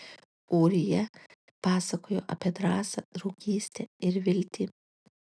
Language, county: Lithuanian, Kaunas